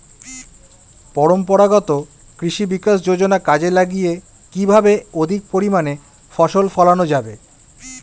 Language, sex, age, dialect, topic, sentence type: Bengali, male, 25-30, Standard Colloquial, agriculture, question